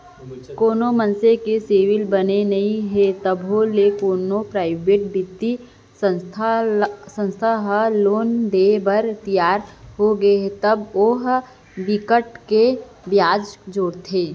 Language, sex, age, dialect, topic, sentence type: Chhattisgarhi, female, 25-30, Central, banking, statement